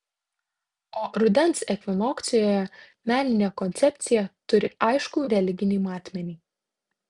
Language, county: Lithuanian, Tauragė